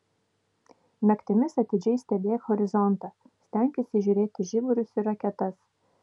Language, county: Lithuanian, Vilnius